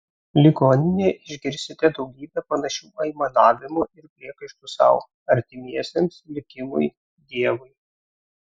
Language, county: Lithuanian, Vilnius